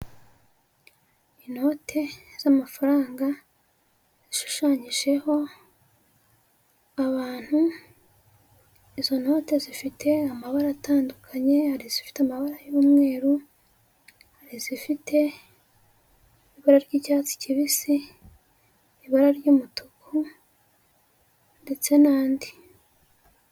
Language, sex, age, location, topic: Kinyarwanda, female, 25-35, Huye, finance